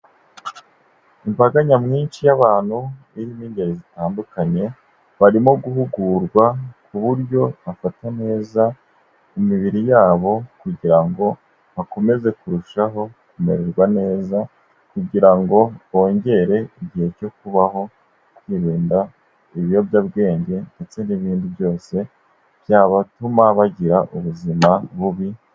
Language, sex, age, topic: Kinyarwanda, male, 25-35, health